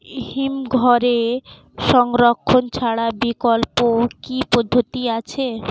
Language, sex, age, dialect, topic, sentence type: Bengali, female, 18-24, Standard Colloquial, agriculture, question